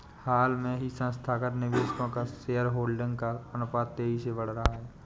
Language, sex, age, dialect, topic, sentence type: Hindi, male, 18-24, Awadhi Bundeli, banking, statement